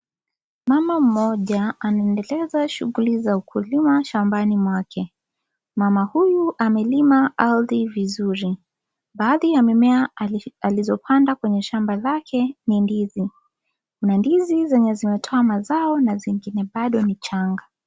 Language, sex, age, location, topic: Swahili, female, 25-35, Kisii, agriculture